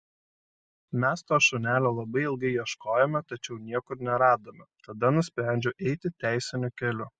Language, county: Lithuanian, Šiauliai